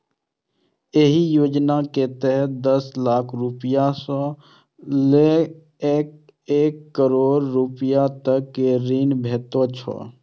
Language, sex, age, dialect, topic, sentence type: Maithili, male, 25-30, Eastern / Thethi, banking, statement